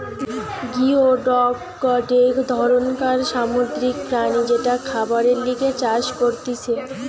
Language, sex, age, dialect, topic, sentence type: Bengali, female, 18-24, Western, agriculture, statement